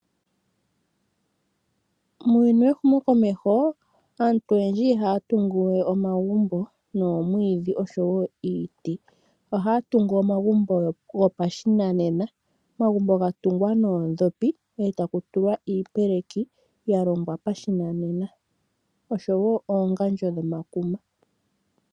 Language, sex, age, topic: Oshiwambo, female, 25-35, agriculture